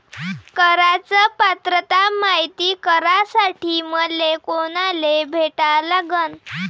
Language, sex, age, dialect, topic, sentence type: Marathi, female, 18-24, Varhadi, banking, question